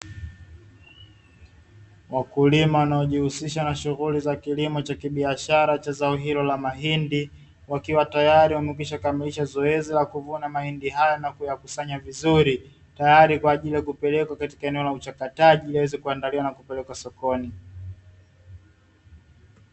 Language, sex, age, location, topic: Swahili, male, 25-35, Dar es Salaam, agriculture